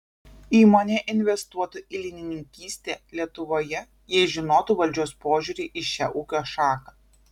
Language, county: Lithuanian, Vilnius